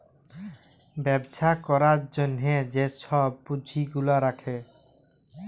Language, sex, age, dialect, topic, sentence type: Bengali, male, 25-30, Jharkhandi, banking, statement